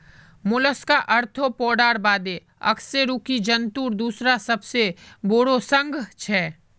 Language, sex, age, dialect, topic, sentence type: Magahi, male, 18-24, Northeastern/Surjapuri, agriculture, statement